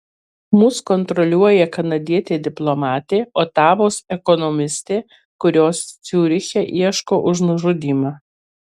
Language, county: Lithuanian, Marijampolė